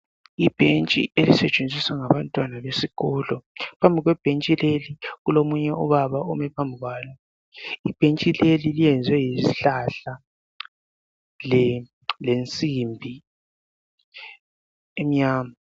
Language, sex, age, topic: North Ndebele, male, 18-24, education